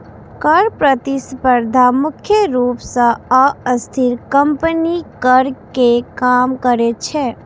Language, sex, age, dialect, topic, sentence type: Maithili, female, 18-24, Eastern / Thethi, banking, statement